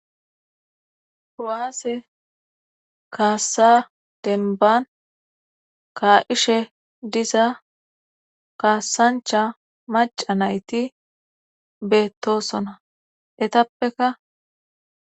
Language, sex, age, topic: Gamo, female, 18-24, government